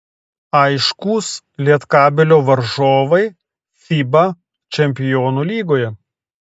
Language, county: Lithuanian, Telšiai